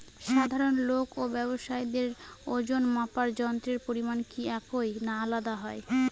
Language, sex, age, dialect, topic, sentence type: Bengali, female, 18-24, Northern/Varendri, agriculture, question